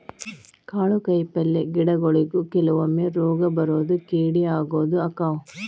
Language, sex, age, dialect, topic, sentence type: Kannada, female, 36-40, Dharwad Kannada, agriculture, statement